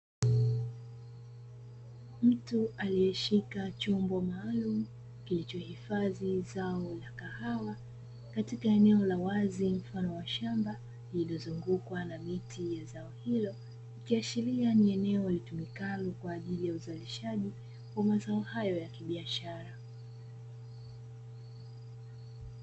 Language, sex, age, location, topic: Swahili, female, 25-35, Dar es Salaam, agriculture